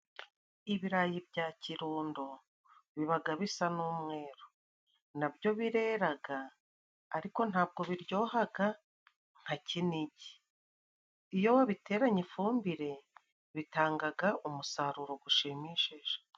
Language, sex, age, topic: Kinyarwanda, female, 36-49, agriculture